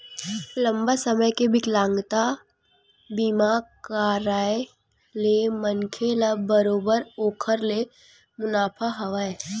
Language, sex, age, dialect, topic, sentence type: Chhattisgarhi, female, 31-35, Western/Budati/Khatahi, banking, statement